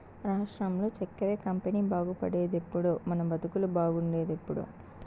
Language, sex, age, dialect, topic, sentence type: Telugu, female, 18-24, Southern, agriculture, statement